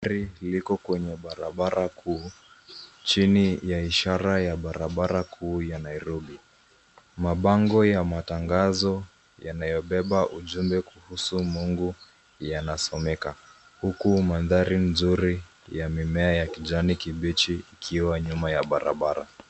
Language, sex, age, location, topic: Swahili, male, 25-35, Nairobi, government